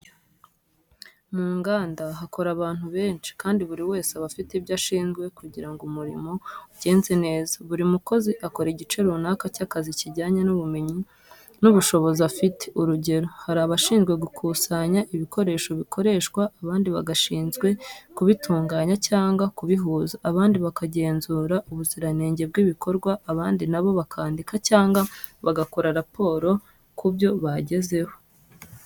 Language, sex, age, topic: Kinyarwanda, female, 18-24, education